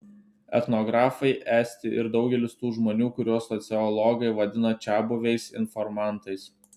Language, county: Lithuanian, Telšiai